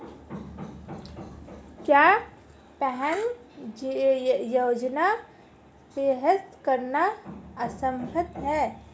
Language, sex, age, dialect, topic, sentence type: Hindi, female, 25-30, Marwari Dhudhari, banking, question